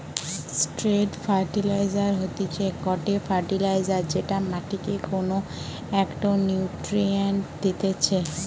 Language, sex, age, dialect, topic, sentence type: Bengali, female, 18-24, Western, agriculture, statement